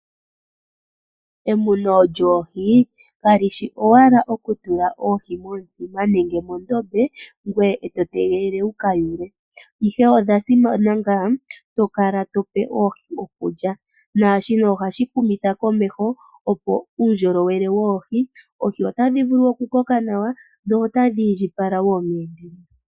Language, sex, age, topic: Oshiwambo, female, 25-35, agriculture